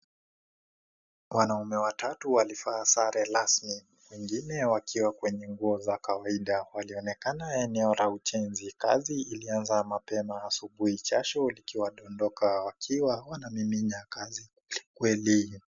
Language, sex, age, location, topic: Swahili, male, 18-24, Kisii, health